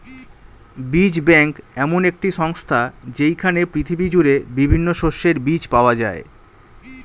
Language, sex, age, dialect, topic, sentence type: Bengali, male, 25-30, Standard Colloquial, agriculture, statement